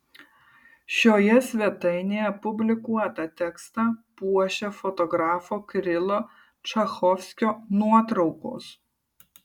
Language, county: Lithuanian, Kaunas